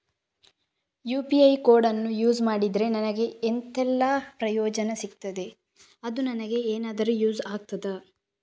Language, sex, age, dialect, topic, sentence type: Kannada, female, 36-40, Coastal/Dakshin, banking, question